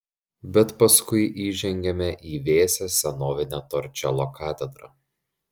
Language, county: Lithuanian, Šiauliai